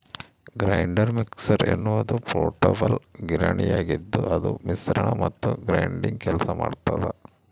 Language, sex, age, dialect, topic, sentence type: Kannada, male, 46-50, Central, agriculture, statement